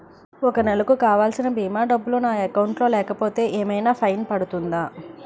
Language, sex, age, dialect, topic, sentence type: Telugu, female, 51-55, Utterandhra, banking, question